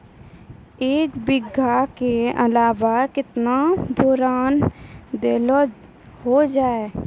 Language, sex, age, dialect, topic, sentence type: Maithili, female, 18-24, Angika, agriculture, question